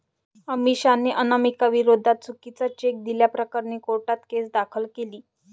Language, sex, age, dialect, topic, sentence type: Marathi, female, 25-30, Varhadi, banking, statement